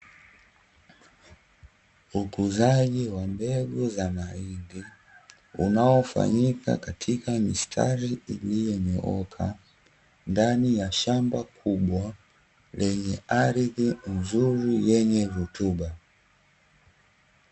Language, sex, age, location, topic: Swahili, male, 18-24, Dar es Salaam, agriculture